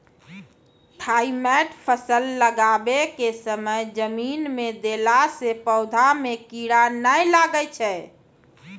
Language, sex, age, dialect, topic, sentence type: Maithili, female, 36-40, Angika, agriculture, question